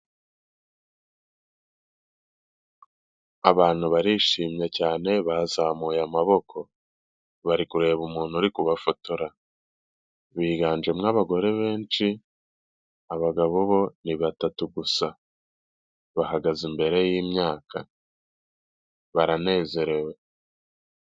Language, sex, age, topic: Kinyarwanda, male, 18-24, health